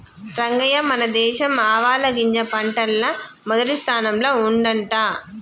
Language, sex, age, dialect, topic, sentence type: Telugu, female, 36-40, Telangana, agriculture, statement